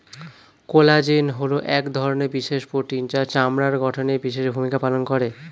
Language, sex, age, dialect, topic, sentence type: Bengali, male, 25-30, Standard Colloquial, agriculture, statement